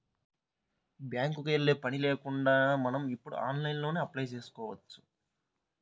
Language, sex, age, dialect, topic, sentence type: Telugu, male, 31-35, Central/Coastal, banking, statement